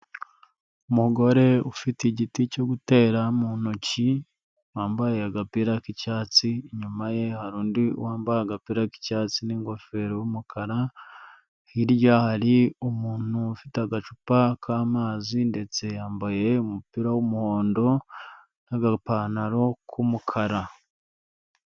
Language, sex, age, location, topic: Kinyarwanda, male, 25-35, Nyagatare, agriculture